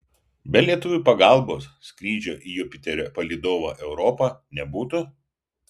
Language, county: Lithuanian, Vilnius